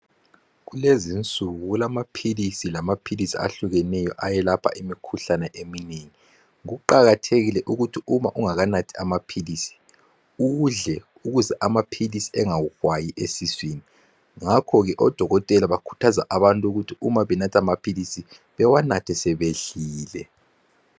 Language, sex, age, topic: North Ndebele, male, 36-49, health